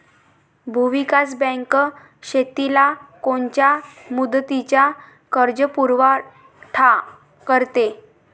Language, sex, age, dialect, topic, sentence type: Marathi, female, 18-24, Varhadi, agriculture, question